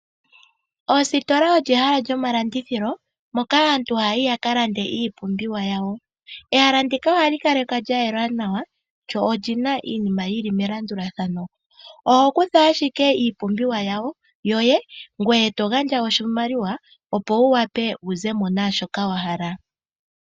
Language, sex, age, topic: Oshiwambo, female, 18-24, finance